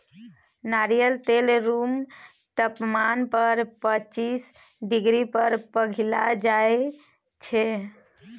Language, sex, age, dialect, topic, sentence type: Maithili, female, 60-100, Bajjika, agriculture, statement